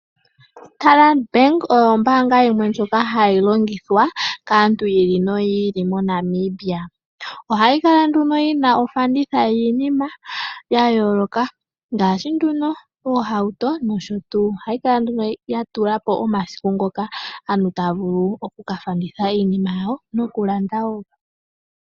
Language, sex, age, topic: Oshiwambo, female, 18-24, finance